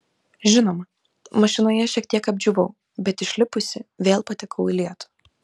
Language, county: Lithuanian, Vilnius